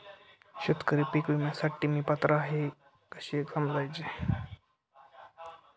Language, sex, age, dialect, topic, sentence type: Marathi, male, 18-24, Standard Marathi, agriculture, question